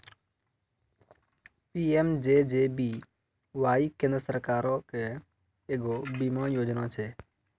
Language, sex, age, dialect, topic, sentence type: Maithili, male, 18-24, Angika, banking, statement